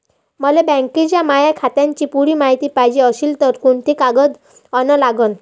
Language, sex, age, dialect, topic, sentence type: Marathi, female, 18-24, Varhadi, banking, question